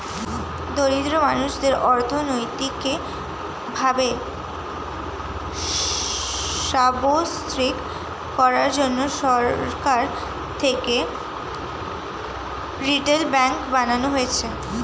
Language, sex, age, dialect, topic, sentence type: Bengali, female, 18-24, Standard Colloquial, banking, statement